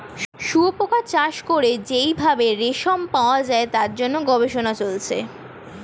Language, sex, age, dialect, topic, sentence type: Bengali, female, 36-40, Standard Colloquial, agriculture, statement